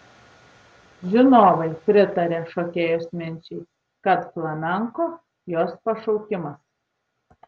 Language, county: Lithuanian, Tauragė